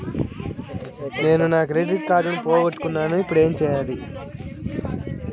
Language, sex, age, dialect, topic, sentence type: Telugu, male, 25-30, Central/Coastal, banking, question